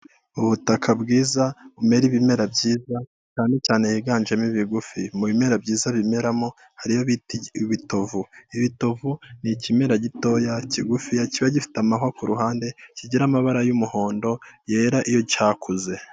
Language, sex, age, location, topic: Kinyarwanda, male, 25-35, Kigali, health